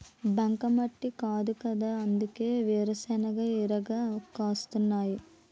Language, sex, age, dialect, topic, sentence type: Telugu, female, 18-24, Utterandhra, agriculture, statement